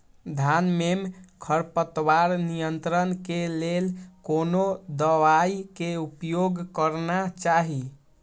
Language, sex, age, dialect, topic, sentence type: Maithili, male, 18-24, Eastern / Thethi, agriculture, question